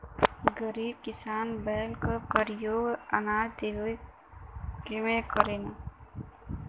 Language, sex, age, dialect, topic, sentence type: Bhojpuri, female, 18-24, Western, agriculture, statement